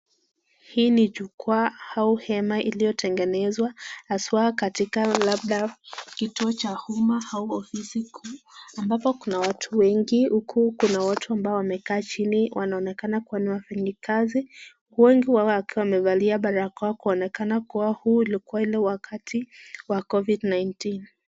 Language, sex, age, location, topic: Swahili, female, 25-35, Nakuru, government